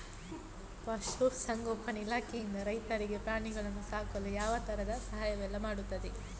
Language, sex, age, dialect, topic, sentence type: Kannada, female, 18-24, Coastal/Dakshin, agriculture, question